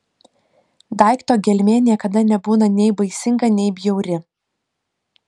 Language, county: Lithuanian, Panevėžys